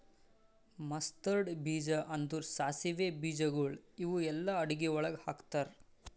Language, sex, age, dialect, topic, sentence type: Kannada, male, 18-24, Northeastern, agriculture, statement